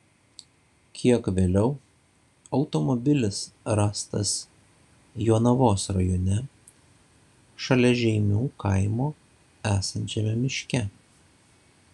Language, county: Lithuanian, Šiauliai